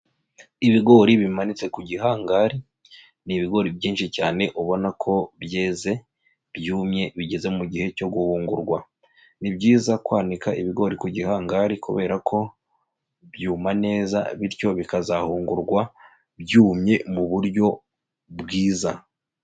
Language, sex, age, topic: Kinyarwanda, male, 25-35, agriculture